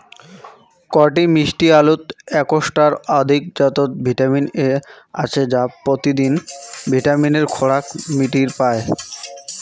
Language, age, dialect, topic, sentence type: Bengali, 18-24, Rajbangshi, agriculture, statement